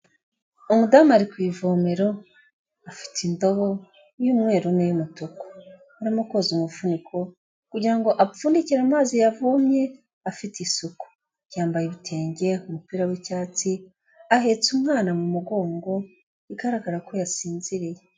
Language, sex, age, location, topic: Kinyarwanda, female, 36-49, Kigali, health